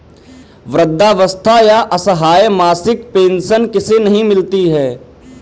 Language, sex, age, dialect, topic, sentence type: Hindi, male, 18-24, Kanauji Braj Bhasha, banking, question